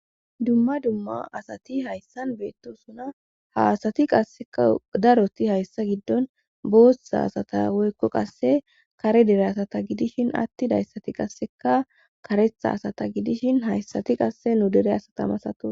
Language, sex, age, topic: Gamo, female, 18-24, government